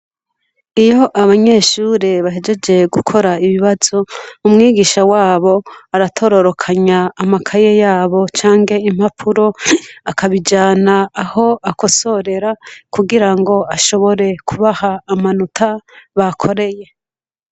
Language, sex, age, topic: Rundi, female, 25-35, education